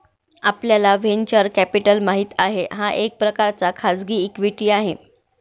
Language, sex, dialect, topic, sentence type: Marathi, female, Varhadi, banking, statement